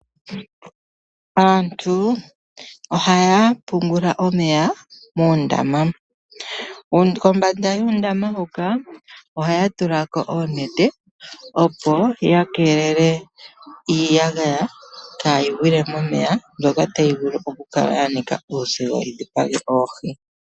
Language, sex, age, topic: Oshiwambo, male, 36-49, agriculture